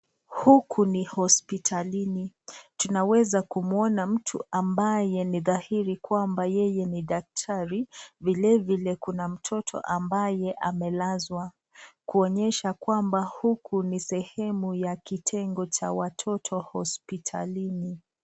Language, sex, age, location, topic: Swahili, female, 25-35, Nakuru, health